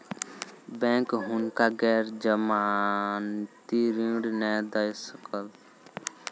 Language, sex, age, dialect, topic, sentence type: Maithili, male, 18-24, Southern/Standard, banking, statement